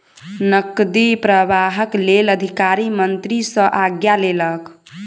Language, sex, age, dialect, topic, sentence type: Maithili, female, 18-24, Southern/Standard, banking, statement